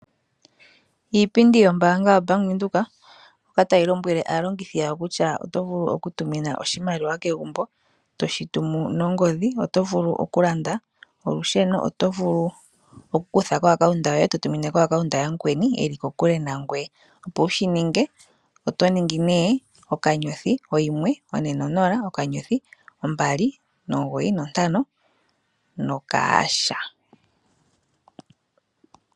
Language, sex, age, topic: Oshiwambo, female, 25-35, finance